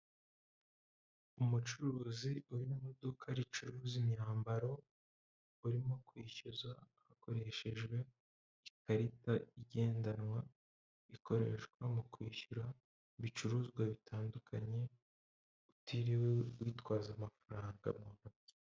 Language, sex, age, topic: Kinyarwanda, male, 25-35, finance